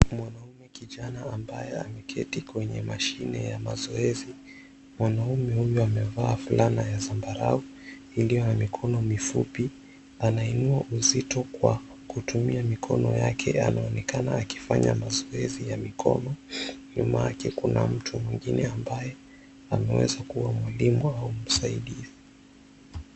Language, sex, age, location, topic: Swahili, male, 18-24, Mombasa, health